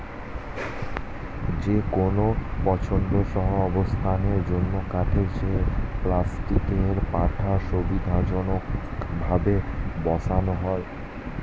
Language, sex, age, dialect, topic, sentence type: Bengali, male, 25-30, Standard Colloquial, agriculture, statement